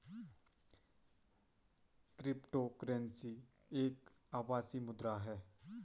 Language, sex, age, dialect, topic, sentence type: Hindi, male, 25-30, Garhwali, banking, statement